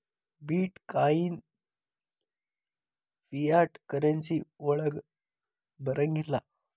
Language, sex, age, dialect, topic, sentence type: Kannada, male, 18-24, Dharwad Kannada, banking, statement